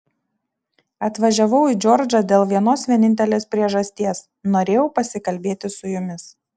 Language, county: Lithuanian, Šiauliai